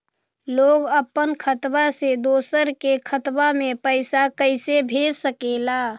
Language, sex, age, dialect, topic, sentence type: Magahi, female, 36-40, Western, banking, question